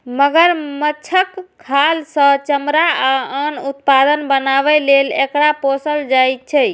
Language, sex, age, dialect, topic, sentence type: Maithili, female, 36-40, Eastern / Thethi, agriculture, statement